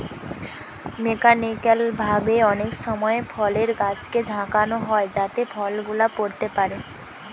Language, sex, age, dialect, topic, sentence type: Bengali, female, 18-24, Western, agriculture, statement